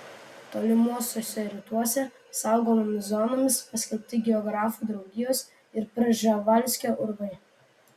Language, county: Lithuanian, Vilnius